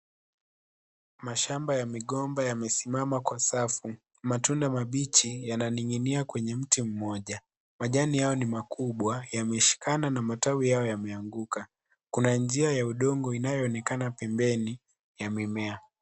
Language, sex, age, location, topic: Swahili, male, 18-24, Kisii, agriculture